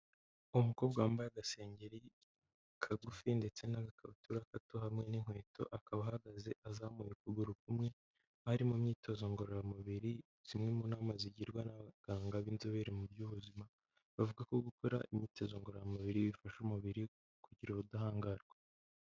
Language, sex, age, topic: Kinyarwanda, female, 25-35, health